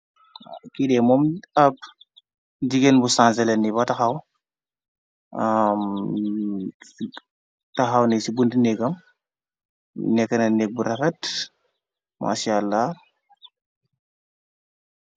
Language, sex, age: Wolof, male, 25-35